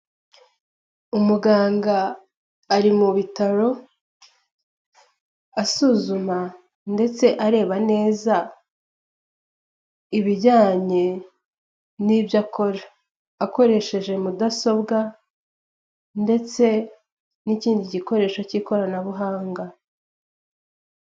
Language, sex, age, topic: Kinyarwanda, female, 18-24, health